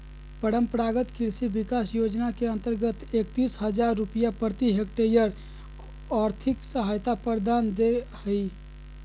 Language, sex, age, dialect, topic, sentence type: Magahi, male, 18-24, Southern, agriculture, statement